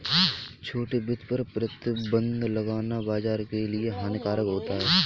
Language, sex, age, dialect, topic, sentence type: Hindi, male, 31-35, Kanauji Braj Bhasha, banking, statement